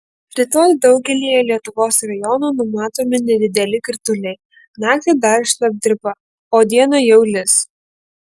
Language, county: Lithuanian, Kaunas